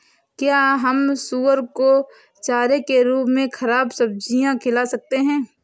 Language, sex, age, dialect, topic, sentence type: Hindi, female, 18-24, Awadhi Bundeli, agriculture, question